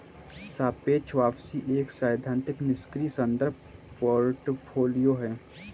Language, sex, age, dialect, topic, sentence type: Hindi, male, 18-24, Kanauji Braj Bhasha, banking, statement